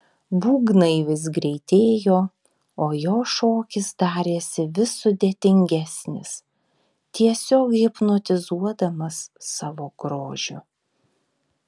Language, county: Lithuanian, Vilnius